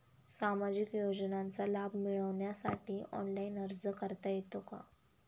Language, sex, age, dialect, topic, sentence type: Marathi, female, 31-35, Standard Marathi, banking, question